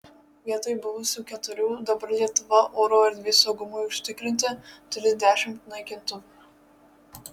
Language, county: Lithuanian, Marijampolė